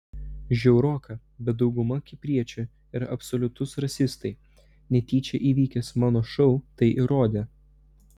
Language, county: Lithuanian, Vilnius